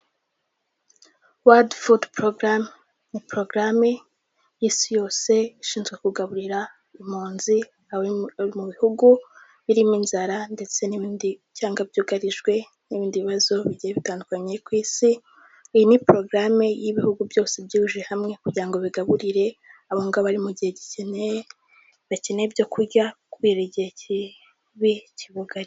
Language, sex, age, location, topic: Kinyarwanda, female, 18-24, Kigali, health